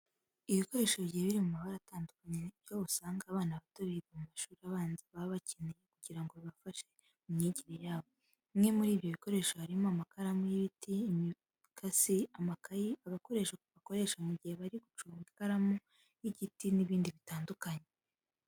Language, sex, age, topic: Kinyarwanda, female, 18-24, education